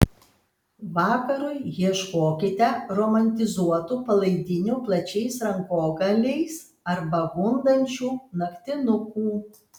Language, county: Lithuanian, Kaunas